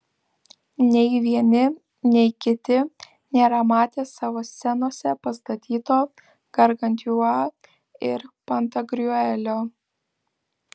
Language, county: Lithuanian, Vilnius